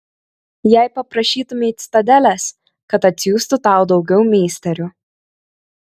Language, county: Lithuanian, Kaunas